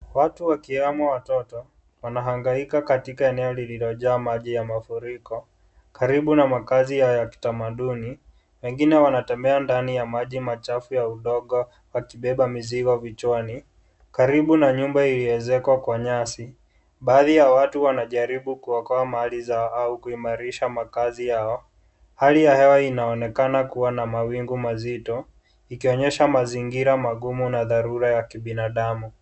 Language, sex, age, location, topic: Swahili, male, 18-24, Kisii, health